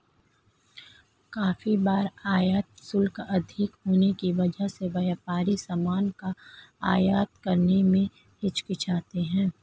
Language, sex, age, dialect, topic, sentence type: Hindi, female, 31-35, Marwari Dhudhari, banking, statement